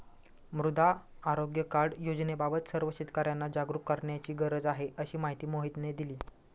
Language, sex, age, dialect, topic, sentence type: Marathi, male, 25-30, Standard Marathi, agriculture, statement